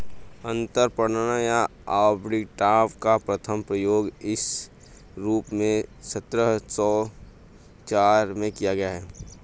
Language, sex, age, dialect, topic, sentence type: Hindi, male, 25-30, Hindustani Malvi Khadi Boli, banking, statement